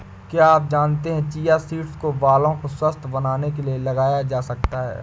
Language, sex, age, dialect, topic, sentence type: Hindi, male, 56-60, Awadhi Bundeli, agriculture, statement